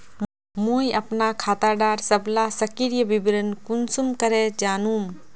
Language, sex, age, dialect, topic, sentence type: Magahi, female, 18-24, Northeastern/Surjapuri, banking, question